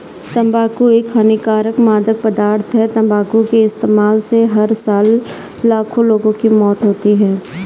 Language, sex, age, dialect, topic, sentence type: Hindi, female, 25-30, Kanauji Braj Bhasha, agriculture, statement